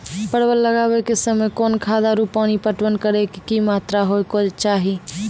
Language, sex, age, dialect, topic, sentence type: Maithili, female, 18-24, Angika, agriculture, question